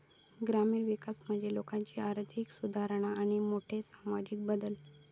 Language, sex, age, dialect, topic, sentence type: Marathi, female, 18-24, Southern Konkan, agriculture, statement